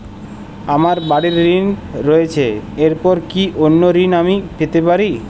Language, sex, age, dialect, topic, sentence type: Bengali, male, 25-30, Jharkhandi, banking, question